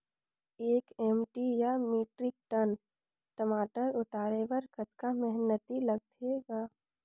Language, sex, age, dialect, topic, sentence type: Chhattisgarhi, female, 46-50, Northern/Bhandar, agriculture, question